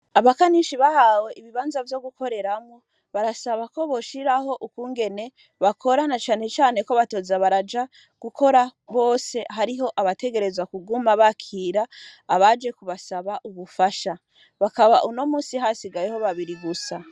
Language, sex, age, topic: Rundi, female, 25-35, education